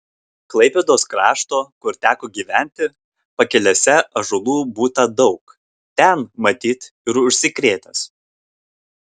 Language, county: Lithuanian, Kaunas